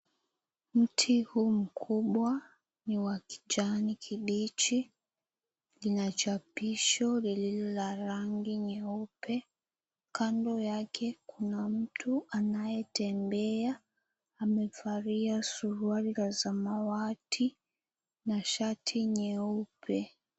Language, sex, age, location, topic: Swahili, female, 18-24, Mombasa, agriculture